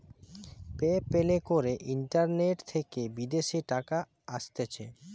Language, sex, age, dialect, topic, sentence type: Bengali, male, 25-30, Western, banking, statement